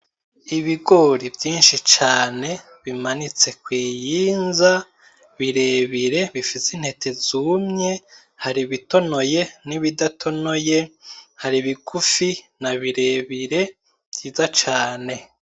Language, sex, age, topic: Rundi, male, 25-35, agriculture